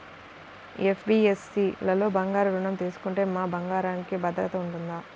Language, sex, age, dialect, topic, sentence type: Telugu, female, 18-24, Central/Coastal, banking, question